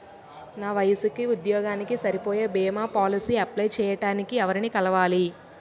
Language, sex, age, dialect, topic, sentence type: Telugu, female, 18-24, Utterandhra, banking, question